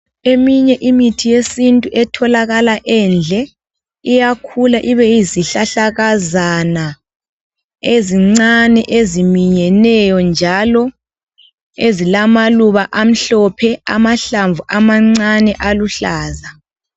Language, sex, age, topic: North Ndebele, female, 25-35, health